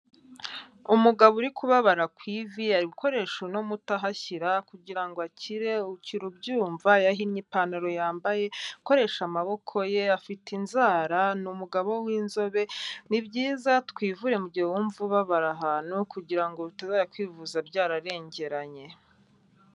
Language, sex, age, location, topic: Kinyarwanda, female, 25-35, Kigali, health